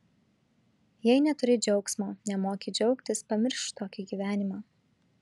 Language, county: Lithuanian, Šiauliai